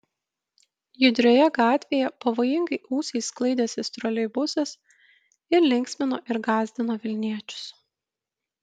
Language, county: Lithuanian, Kaunas